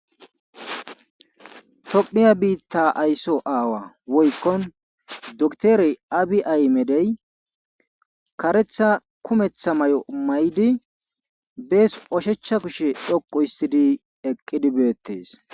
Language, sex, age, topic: Gamo, male, 18-24, government